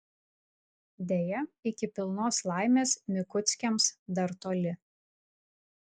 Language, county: Lithuanian, Vilnius